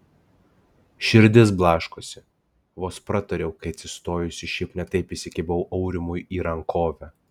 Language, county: Lithuanian, Klaipėda